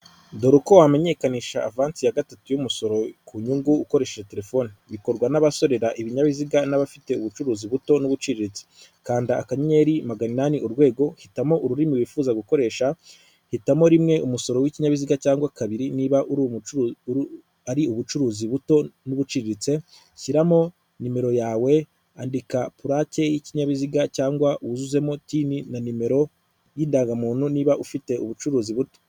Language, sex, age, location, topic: Kinyarwanda, male, 25-35, Kigali, government